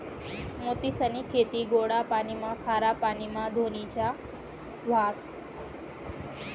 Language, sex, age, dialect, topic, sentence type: Marathi, female, 25-30, Northern Konkan, agriculture, statement